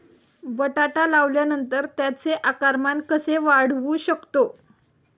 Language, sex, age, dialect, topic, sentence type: Marathi, female, 18-24, Standard Marathi, agriculture, question